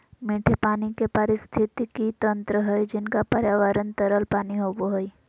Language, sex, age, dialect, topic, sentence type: Magahi, female, 18-24, Southern, agriculture, statement